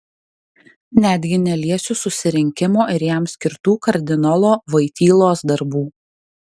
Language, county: Lithuanian, Alytus